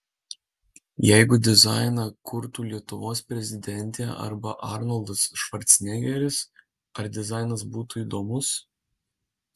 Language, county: Lithuanian, Alytus